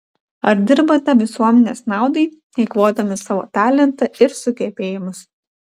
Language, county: Lithuanian, Panevėžys